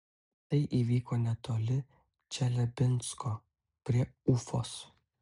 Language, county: Lithuanian, Utena